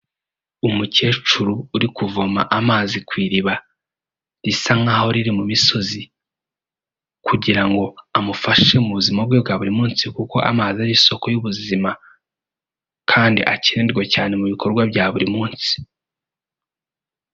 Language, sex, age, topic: Kinyarwanda, male, 18-24, health